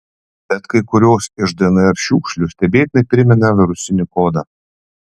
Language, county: Lithuanian, Panevėžys